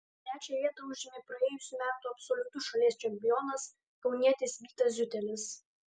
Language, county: Lithuanian, Alytus